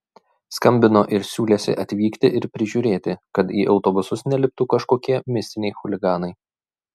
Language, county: Lithuanian, Šiauliai